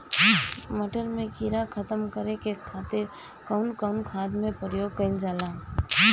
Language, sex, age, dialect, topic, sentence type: Bhojpuri, female, 18-24, Northern, agriculture, question